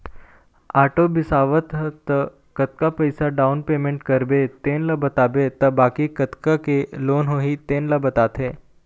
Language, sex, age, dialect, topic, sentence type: Chhattisgarhi, male, 18-24, Eastern, banking, statement